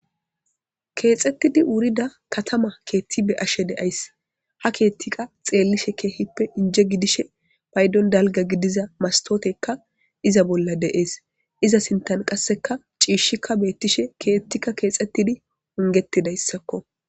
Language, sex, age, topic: Gamo, male, 18-24, government